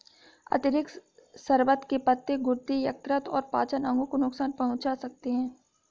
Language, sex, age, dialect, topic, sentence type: Hindi, female, 56-60, Hindustani Malvi Khadi Boli, agriculture, statement